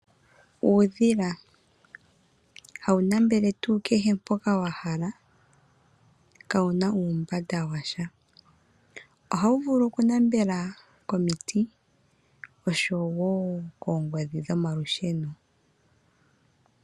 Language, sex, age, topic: Oshiwambo, female, 25-35, agriculture